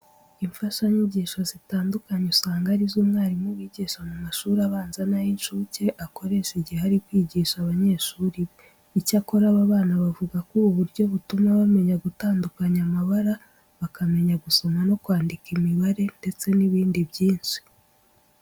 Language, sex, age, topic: Kinyarwanda, female, 18-24, education